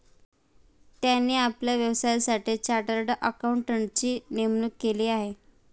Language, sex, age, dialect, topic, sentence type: Marathi, female, 25-30, Standard Marathi, banking, statement